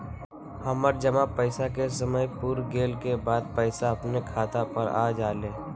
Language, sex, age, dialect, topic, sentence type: Magahi, male, 18-24, Western, banking, question